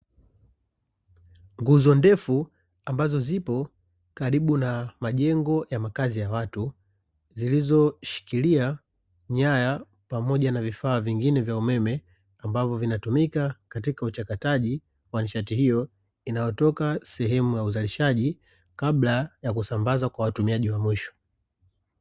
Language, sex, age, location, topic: Swahili, male, 36-49, Dar es Salaam, government